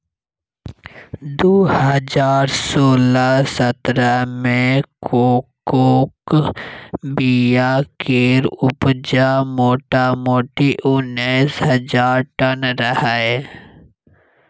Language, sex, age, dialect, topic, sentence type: Maithili, male, 18-24, Bajjika, agriculture, statement